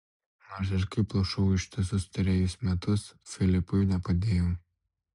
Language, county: Lithuanian, Alytus